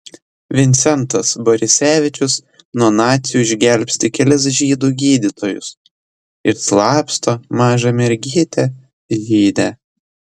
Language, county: Lithuanian, Telšiai